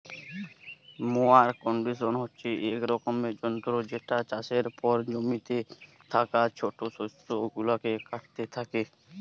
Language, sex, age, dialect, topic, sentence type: Bengali, male, 18-24, Western, agriculture, statement